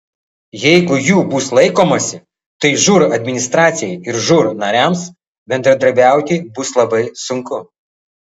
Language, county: Lithuanian, Vilnius